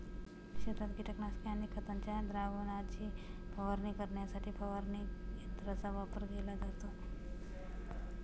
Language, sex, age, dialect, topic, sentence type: Marathi, female, 25-30, Standard Marathi, agriculture, statement